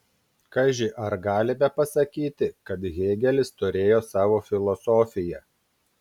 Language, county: Lithuanian, Klaipėda